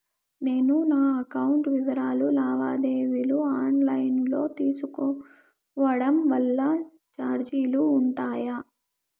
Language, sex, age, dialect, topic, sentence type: Telugu, female, 18-24, Southern, banking, question